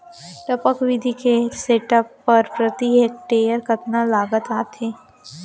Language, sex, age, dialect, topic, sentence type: Chhattisgarhi, female, 18-24, Central, agriculture, question